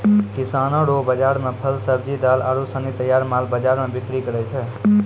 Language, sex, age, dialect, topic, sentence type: Maithili, male, 25-30, Angika, agriculture, statement